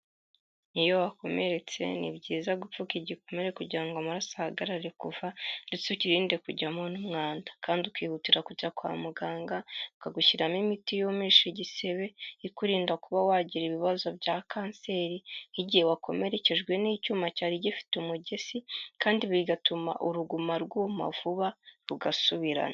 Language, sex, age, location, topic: Kinyarwanda, female, 25-35, Kigali, health